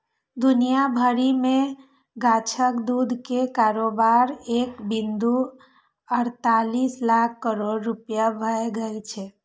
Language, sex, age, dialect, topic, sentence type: Maithili, female, 31-35, Eastern / Thethi, agriculture, statement